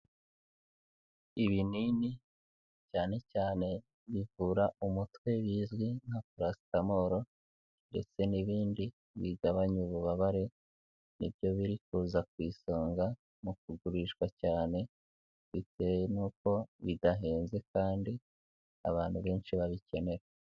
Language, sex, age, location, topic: Kinyarwanda, male, 18-24, Nyagatare, health